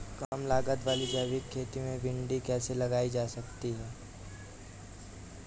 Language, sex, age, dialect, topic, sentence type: Hindi, male, 18-24, Awadhi Bundeli, agriculture, question